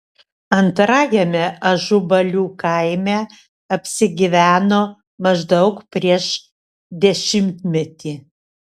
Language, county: Lithuanian, Šiauliai